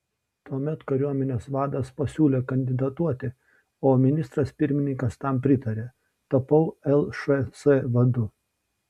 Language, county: Lithuanian, Šiauliai